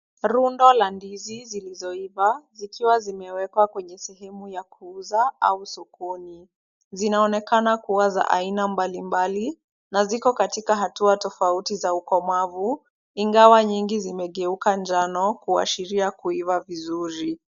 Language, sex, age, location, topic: Swahili, female, 25-35, Kisumu, finance